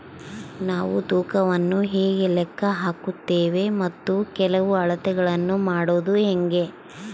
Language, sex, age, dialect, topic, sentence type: Kannada, female, 36-40, Central, agriculture, question